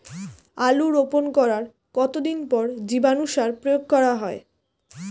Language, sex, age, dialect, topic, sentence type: Bengali, female, 18-24, Standard Colloquial, agriculture, question